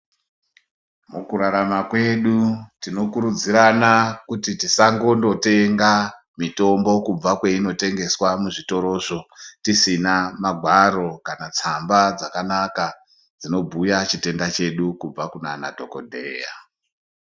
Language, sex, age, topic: Ndau, female, 25-35, health